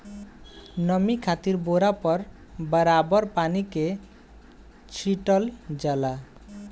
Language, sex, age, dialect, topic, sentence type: Bhojpuri, male, 25-30, Southern / Standard, agriculture, statement